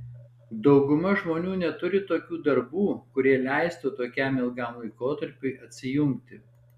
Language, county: Lithuanian, Alytus